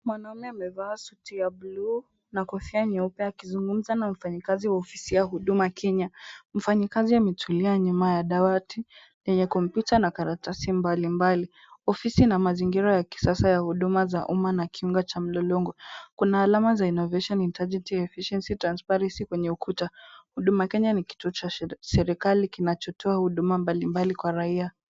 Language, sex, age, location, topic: Swahili, female, 18-24, Kisumu, government